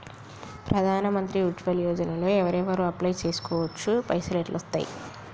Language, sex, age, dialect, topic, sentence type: Telugu, male, 46-50, Telangana, banking, question